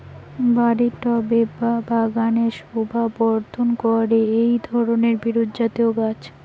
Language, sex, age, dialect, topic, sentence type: Bengali, female, 18-24, Rajbangshi, agriculture, question